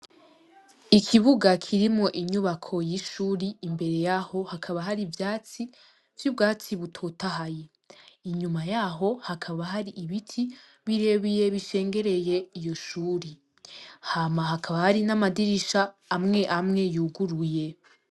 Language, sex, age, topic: Rundi, female, 18-24, education